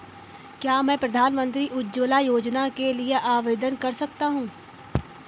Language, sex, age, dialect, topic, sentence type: Hindi, female, 18-24, Awadhi Bundeli, banking, question